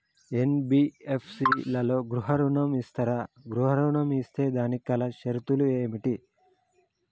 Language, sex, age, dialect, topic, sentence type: Telugu, male, 31-35, Telangana, banking, question